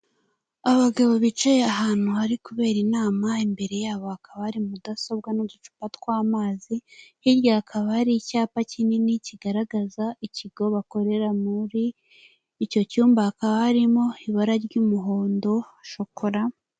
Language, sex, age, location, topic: Kinyarwanda, female, 18-24, Kigali, government